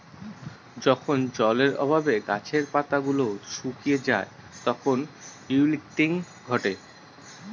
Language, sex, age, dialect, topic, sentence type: Bengali, male, 31-35, Northern/Varendri, agriculture, statement